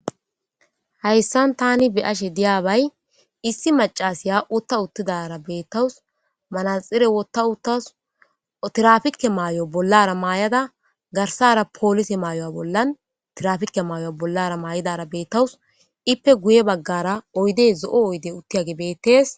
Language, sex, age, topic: Gamo, female, 18-24, government